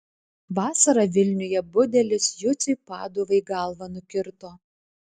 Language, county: Lithuanian, Alytus